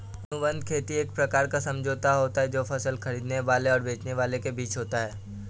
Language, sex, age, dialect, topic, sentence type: Hindi, male, 18-24, Awadhi Bundeli, agriculture, statement